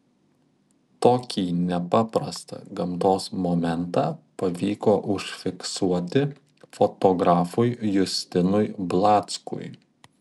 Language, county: Lithuanian, Kaunas